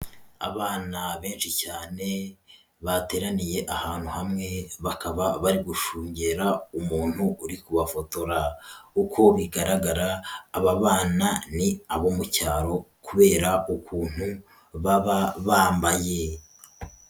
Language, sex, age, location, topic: Kinyarwanda, male, 18-24, Huye, health